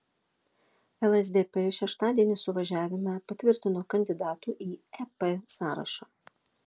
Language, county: Lithuanian, Alytus